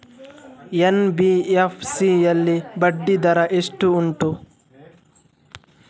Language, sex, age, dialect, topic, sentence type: Kannada, male, 18-24, Coastal/Dakshin, banking, question